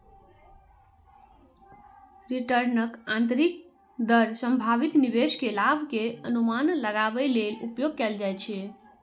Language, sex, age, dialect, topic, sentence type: Maithili, female, 46-50, Eastern / Thethi, banking, statement